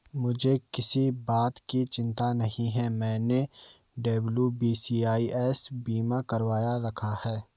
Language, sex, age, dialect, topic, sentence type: Hindi, male, 18-24, Garhwali, banking, statement